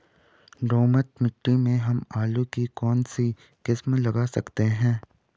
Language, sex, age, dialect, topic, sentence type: Hindi, female, 18-24, Garhwali, agriculture, question